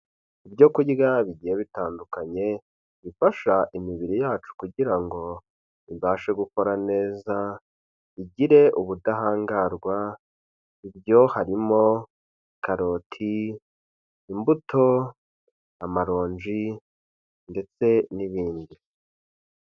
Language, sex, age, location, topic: Kinyarwanda, male, 25-35, Kigali, health